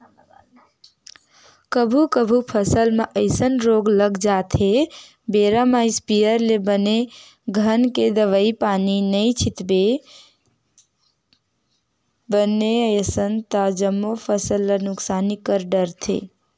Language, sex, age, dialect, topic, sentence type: Chhattisgarhi, female, 18-24, Western/Budati/Khatahi, agriculture, statement